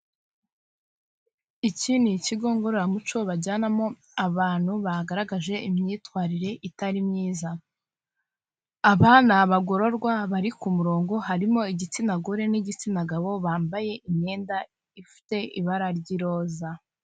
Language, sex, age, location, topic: Kinyarwanda, female, 25-35, Kigali, government